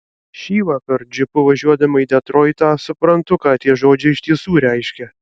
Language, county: Lithuanian, Kaunas